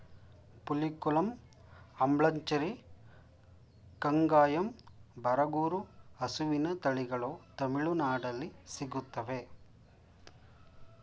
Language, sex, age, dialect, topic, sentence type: Kannada, male, 25-30, Mysore Kannada, agriculture, statement